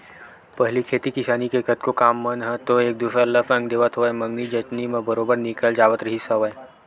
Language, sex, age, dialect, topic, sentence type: Chhattisgarhi, male, 18-24, Western/Budati/Khatahi, banking, statement